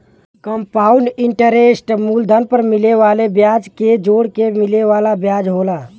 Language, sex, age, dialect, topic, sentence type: Bhojpuri, male, 18-24, Western, banking, statement